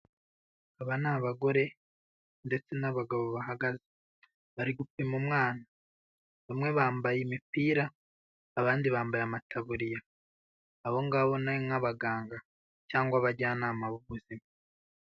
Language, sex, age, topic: Kinyarwanda, male, 25-35, health